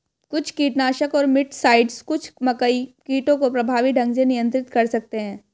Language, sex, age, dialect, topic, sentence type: Hindi, female, 25-30, Hindustani Malvi Khadi Boli, agriculture, statement